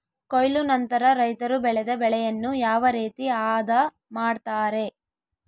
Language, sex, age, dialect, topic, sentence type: Kannada, female, 18-24, Central, agriculture, question